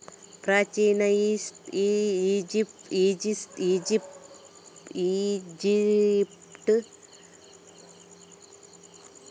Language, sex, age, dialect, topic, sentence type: Kannada, female, 36-40, Coastal/Dakshin, agriculture, statement